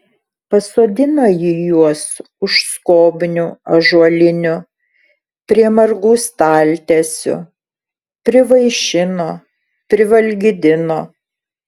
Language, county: Lithuanian, Šiauliai